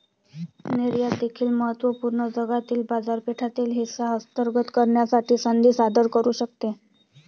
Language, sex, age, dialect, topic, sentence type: Marathi, female, 18-24, Varhadi, banking, statement